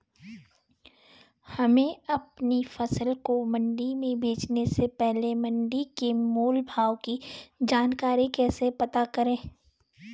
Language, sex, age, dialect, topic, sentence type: Hindi, female, 25-30, Garhwali, agriculture, question